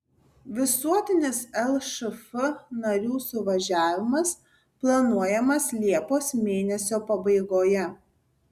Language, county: Lithuanian, Tauragė